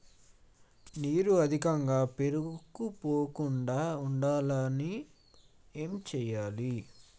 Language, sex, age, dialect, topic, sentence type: Telugu, male, 18-24, Telangana, agriculture, question